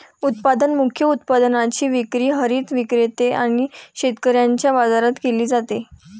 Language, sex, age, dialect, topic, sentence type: Marathi, female, 18-24, Varhadi, agriculture, statement